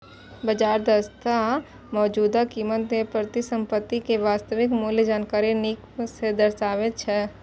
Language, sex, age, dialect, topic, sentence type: Maithili, female, 18-24, Eastern / Thethi, banking, statement